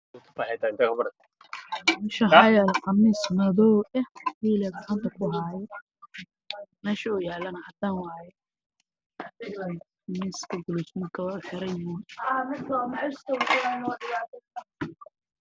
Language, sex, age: Somali, male, 18-24